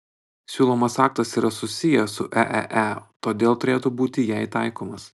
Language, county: Lithuanian, Panevėžys